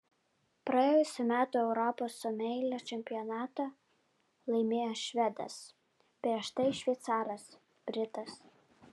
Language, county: Lithuanian, Vilnius